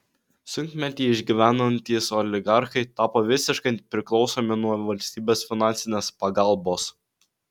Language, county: Lithuanian, Vilnius